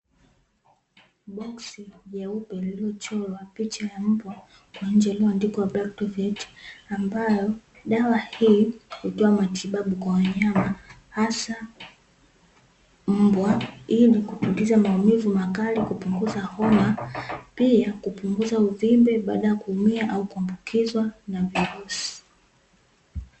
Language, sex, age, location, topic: Swahili, female, 18-24, Dar es Salaam, agriculture